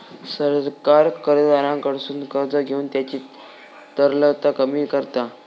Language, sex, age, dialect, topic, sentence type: Marathi, male, 18-24, Southern Konkan, banking, statement